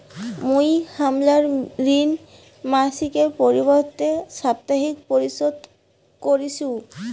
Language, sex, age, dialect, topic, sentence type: Bengali, female, 18-24, Rajbangshi, banking, statement